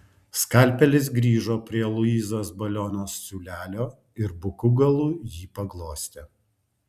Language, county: Lithuanian, Kaunas